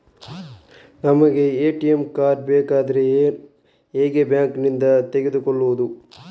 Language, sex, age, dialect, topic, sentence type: Kannada, male, 51-55, Coastal/Dakshin, banking, question